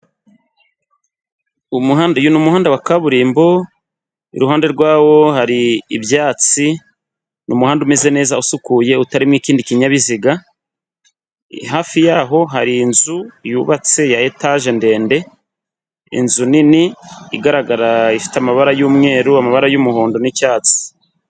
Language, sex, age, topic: Kinyarwanda, male, 25-35, government